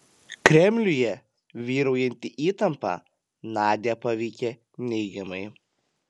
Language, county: Lithuanian, Panevėžys